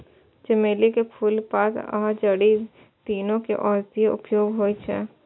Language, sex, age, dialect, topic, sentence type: Maithili, female, 41-45, Eastern / Thethi, agriculture, statement